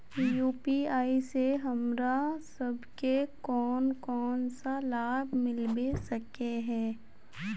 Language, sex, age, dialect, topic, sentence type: Magahi, female, 25-30, Northeastern/Surjapuri, banking, question